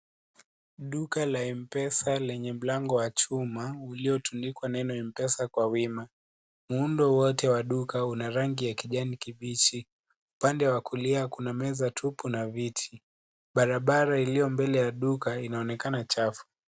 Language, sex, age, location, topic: Swahili, male, 18-24, Kisii, finance